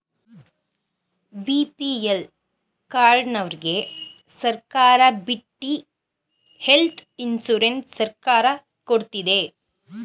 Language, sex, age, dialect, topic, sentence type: Kannada, female, 31-35, Mysore Kannada, banking, statement